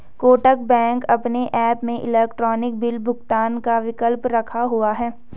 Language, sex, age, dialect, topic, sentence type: Hindi, female, 18-24, Hindustani Malvi Khadi Boli, banking, statement